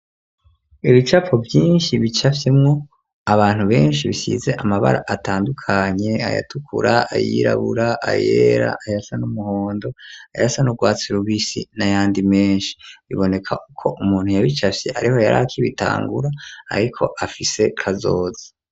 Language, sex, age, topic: Rundi, male, 36-49, education